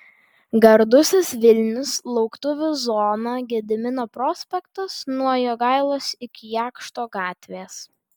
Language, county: Lithuanian, Vilnius